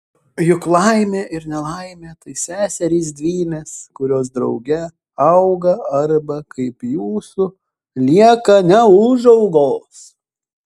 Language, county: Lithuanian, Šiauliai